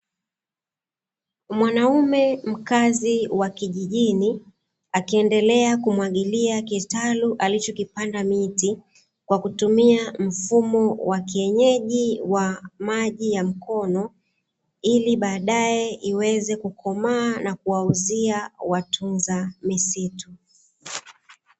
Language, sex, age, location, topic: Swahili, female, 36-49, Dar es Salaam, agriculture